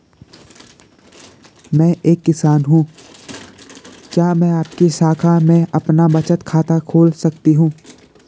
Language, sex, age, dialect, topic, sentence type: Hindi, male, 18-24, Garhwali, banking, question